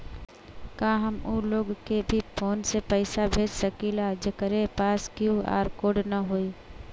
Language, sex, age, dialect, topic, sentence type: Bhojpuri, female, 25-30, Western, banking, question